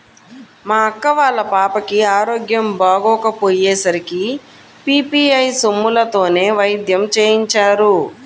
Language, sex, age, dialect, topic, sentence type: Telugu, female, 31-35, Central/Coastal, banking, statement